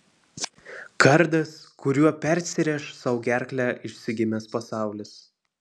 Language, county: Lithuanian, Vilnius